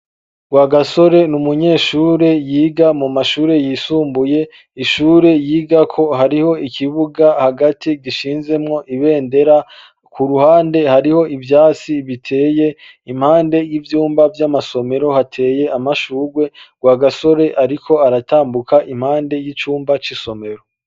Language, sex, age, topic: Rundi, male, 25-35, education